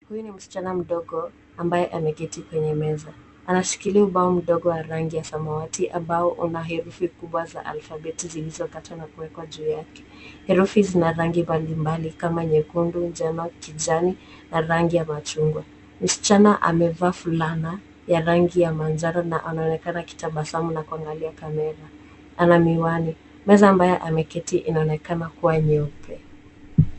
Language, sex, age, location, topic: Swahili, female, 18-24, Nairobi, education